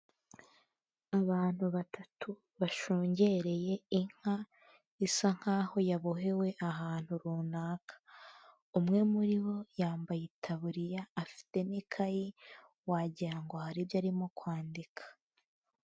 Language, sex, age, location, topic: Kinyarwanda, female, 18-24, Huye, agriculture